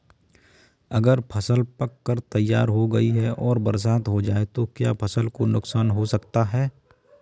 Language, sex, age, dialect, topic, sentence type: Hindi, male, 25-30, Kanauji Braj Bhasha, agriculture, question